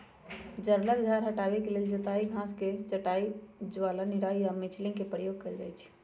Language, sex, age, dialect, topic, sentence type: Magahi, male, 36-40, Western, agriculture, statement